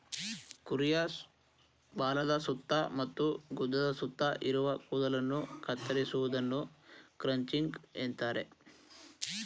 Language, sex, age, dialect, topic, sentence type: Kannada, male, 18-24, Mysore Kannada, agriculture, statement